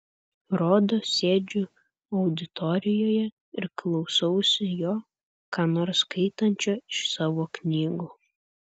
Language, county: Lithuanian, Kaunas